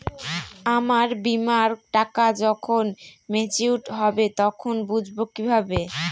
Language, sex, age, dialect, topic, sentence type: Bengali, female, 36-40, Northern/Varendri, banking, question